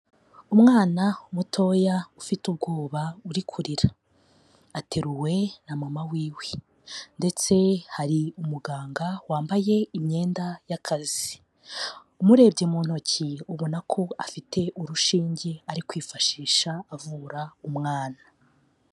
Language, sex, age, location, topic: Kinyarwanda, female, 25-35, Kigali, health